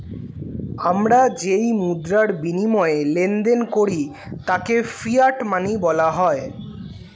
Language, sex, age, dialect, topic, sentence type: Bengali, male, 18-24, Standard Colloquial, banking, statement